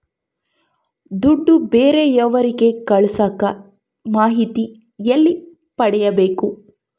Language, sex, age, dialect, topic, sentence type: Kannada, female, 25-30, Central, banking, question